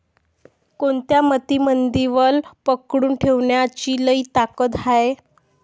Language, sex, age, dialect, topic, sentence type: Marathi, female, 18-24, Varhadi, agriculture, question